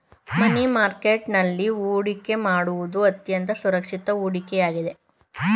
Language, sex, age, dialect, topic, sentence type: Kannada, male, 25-30, Mysore Kannada, banking, statement